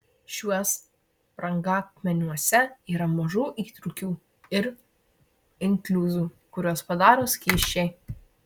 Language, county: Lithuanian, Marijampolė